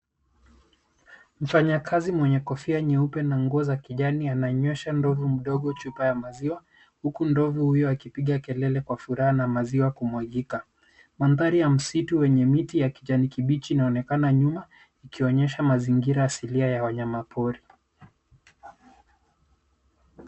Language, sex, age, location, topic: Swahili, male, 25-35, Nairobi, government